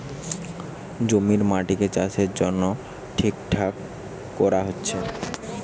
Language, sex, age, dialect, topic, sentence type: Bengali, male, 18-24, Western, agriculture, statement